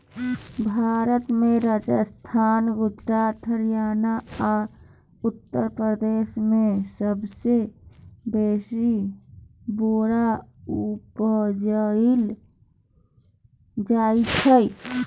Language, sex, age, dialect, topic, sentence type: Maithili, male, 31-35, Bajjika, agriculture, statement